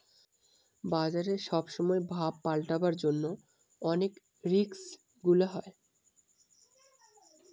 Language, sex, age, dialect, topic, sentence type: Bengali, male, 18-24, Northern/Varendri, banking, statement